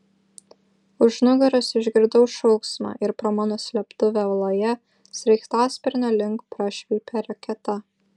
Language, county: Lithuanian, Vilnius